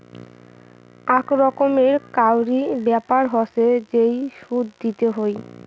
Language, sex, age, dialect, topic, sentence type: Bengali, female, 18-24, Rajbangshi, banking, statement